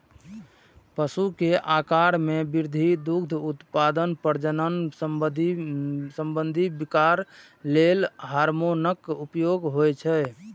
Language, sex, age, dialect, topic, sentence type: Maithili, male, 31-35, Eastern / Thethi, agriculture, statement